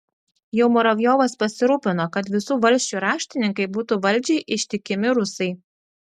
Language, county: Lithuanian, Klaipėda